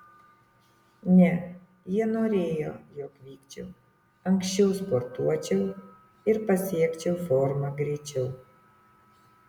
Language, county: Lithuanian, Utena